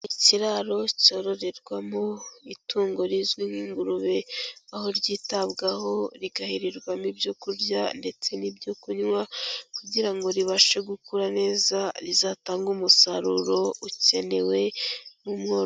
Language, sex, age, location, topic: Kinyarwanda, female, 18-24, Kigali, agriculture